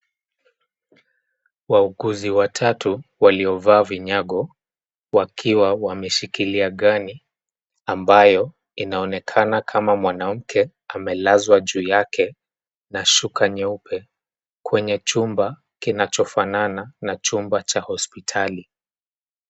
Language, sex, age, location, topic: Swahili, male, 25-35, Nairobi, health